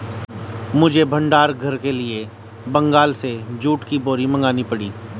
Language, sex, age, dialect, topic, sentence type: Hindi, male, 31-35, Hindustani Malvi Khadi Boli, agriculture, statement